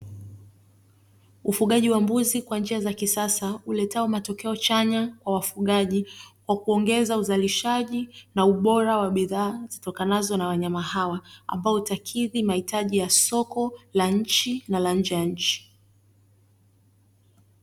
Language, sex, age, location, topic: Swahili, female, 25-35, Dar es Salaam, agriculture